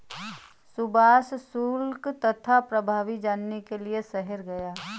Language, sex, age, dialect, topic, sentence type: Hindi, female, 25-30, Awadhi Bundeli, banking, statement